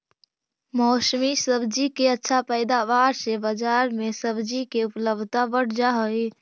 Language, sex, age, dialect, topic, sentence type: Magahi, female, 25-30, Central/Standard, agriculture, statement